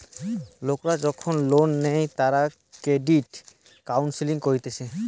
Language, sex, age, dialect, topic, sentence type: Bengali, male, 18-24, Western, banking, statement